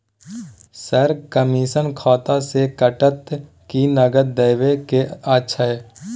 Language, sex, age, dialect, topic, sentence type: Maithili, male, 18-24, Bajjika, banking, question